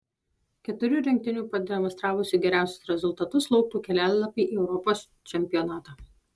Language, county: Lithuanian, Alytus